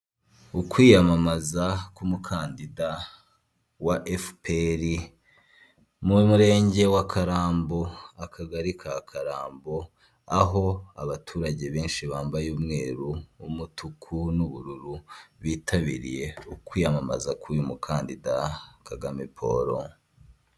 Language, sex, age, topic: Kinyarwanda, male, 25-35, government